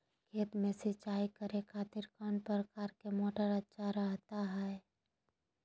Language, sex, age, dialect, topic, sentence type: Magahi, female, 31-35, Southern, agriculture, question